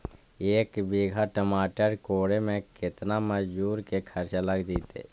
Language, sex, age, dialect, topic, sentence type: Magahi, male, 51-55, Central/Standard, agriculture, question